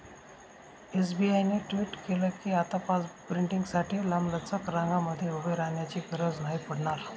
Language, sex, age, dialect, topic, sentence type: Marathi, male, 18-24, Northern Konkan, banking, statement